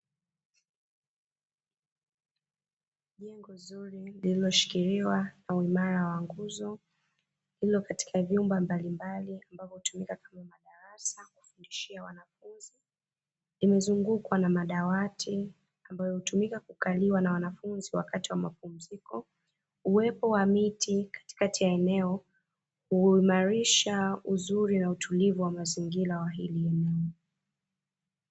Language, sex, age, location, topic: Swahili, female, 25-35, Dar es Salaam, education